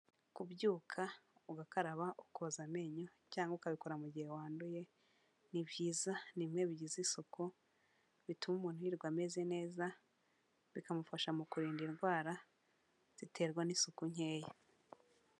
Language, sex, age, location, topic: Kinyarwanda, female, 25-35, Kigali, health